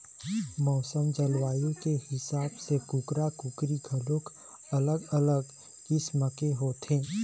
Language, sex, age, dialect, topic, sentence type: Chhattisgarhi, male, 18-24, Eastern, agriculture, statement